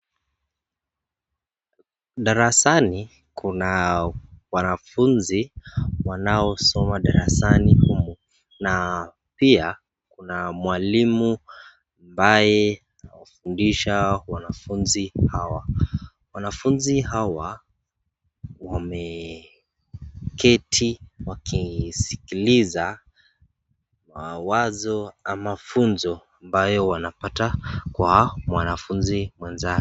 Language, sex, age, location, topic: Swahili, female, 36-49, Nakuru, health